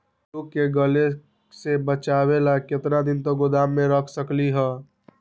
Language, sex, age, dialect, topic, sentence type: Magahi, male, 18-24, Western, agriculture, question